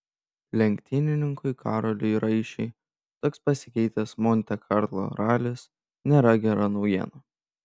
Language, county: Lithuanian, Panevėžys